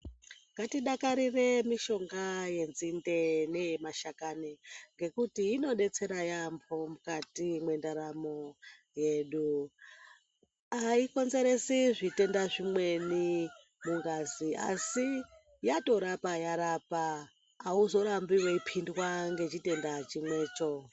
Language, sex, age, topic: Ndau, female, 50+, health